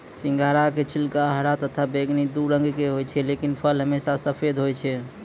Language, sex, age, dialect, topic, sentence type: Maithili, male, 18-24, Angika, agriculture, statement